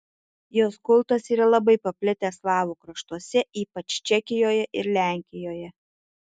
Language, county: Lithuanian, Tauragė